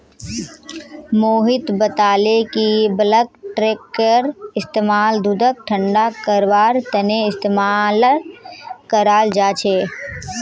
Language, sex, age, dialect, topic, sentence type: Magahi, female, 18-24, Northeastern/Surjapuri, agriculture, statement